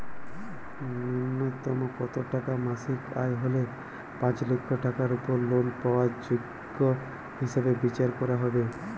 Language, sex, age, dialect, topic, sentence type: Bengali, male, 18-24, Jharkhandi, banking, question